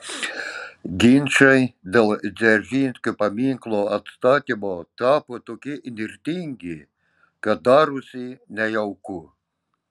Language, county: Lithuanian, Klaipėda